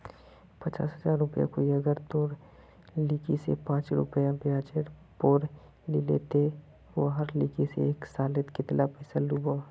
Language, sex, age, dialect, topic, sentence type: Magahi, male, 31-35, Northeastern/Surjapuri, banking, question